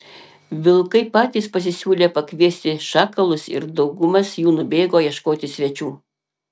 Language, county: Lithuanian, Panevėžys